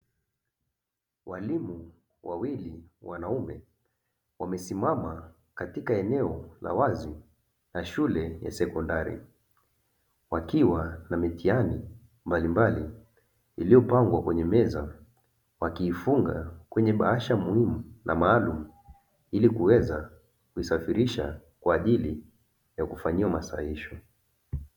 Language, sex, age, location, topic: Swahili, male, 25-35, Dar es Salaam, education